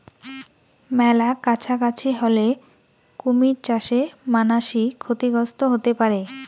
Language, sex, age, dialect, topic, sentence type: Bengali, female, 18-24, Rajbangshi, agriculture, statement